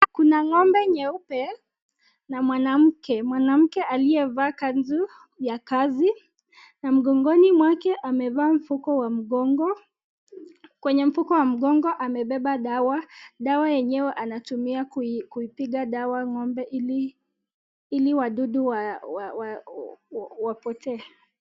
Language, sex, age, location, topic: Swahili, female, 18-24, Nakuru, agriculture